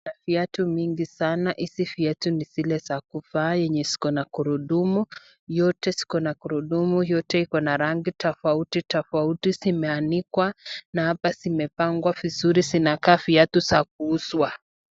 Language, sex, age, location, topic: Swahili, female, 25-35, Nakuru, finance